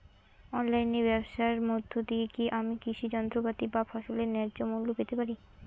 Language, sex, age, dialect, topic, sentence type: Bengali, female, 18-24, Rajbangshi, agriculture, question